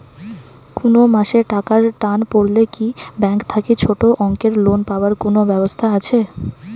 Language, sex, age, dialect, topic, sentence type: Bengali, female, 18-24, Rajbangshi, banking, question